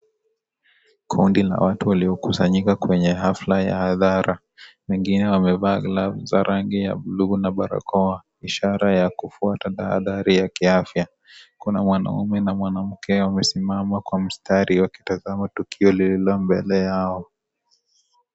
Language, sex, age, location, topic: Swahili, male, 25-35, Kisii, health